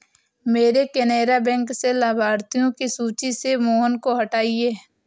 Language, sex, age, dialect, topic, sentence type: Hindi, female, 25-30, Awadhi Bundeli, banking, statement